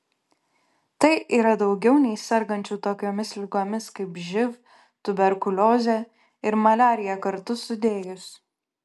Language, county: Lithuanian, Klaipėda